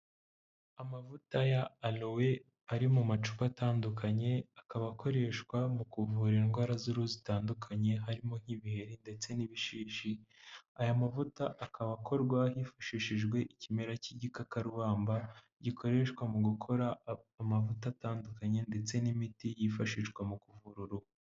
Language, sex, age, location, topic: Kinyarwanda, male, 18-24, Huye, health